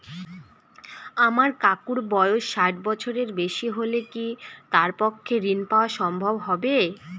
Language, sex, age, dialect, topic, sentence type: Bengali, female, 18-24, Northern/Varendri, banking, statement